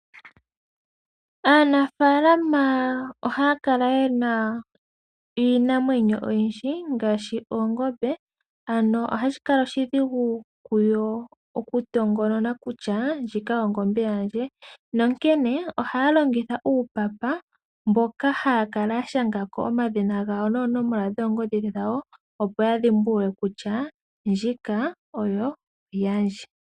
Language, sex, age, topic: Oshiwambo, female, 18-24, agriculture